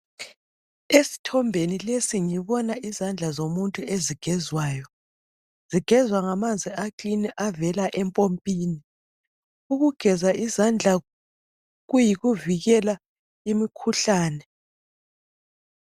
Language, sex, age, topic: North Ndebele, female, 36-49, health